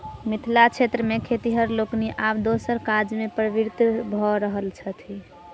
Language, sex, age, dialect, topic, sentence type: Maithili, male, 25-30, Southern/Standard, agriculture, statement